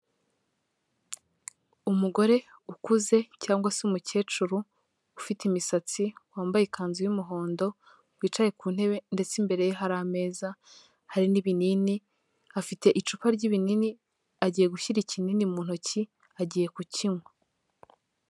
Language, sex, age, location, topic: Kinyarwanda, female, 18-24, Kigali, health